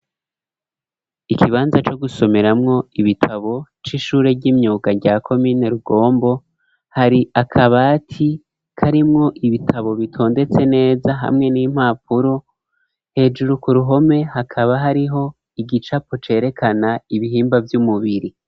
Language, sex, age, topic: Rundi, male, 25-35, education